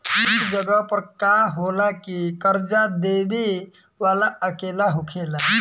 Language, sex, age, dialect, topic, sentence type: Bhojpuri, male, 18-24, Southern / Standard, banking, statement